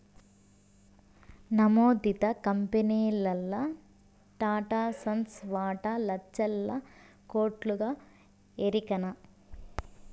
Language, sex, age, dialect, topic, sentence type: Telugu, female, 25-30, Southern, banking, statement